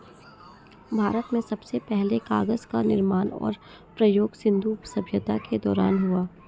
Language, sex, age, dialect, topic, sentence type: Hindi, female, 60-100, Marwari Dhudhari, agriculture, statement